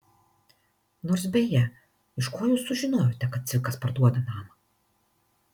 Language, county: Lithuanian, Marijampolė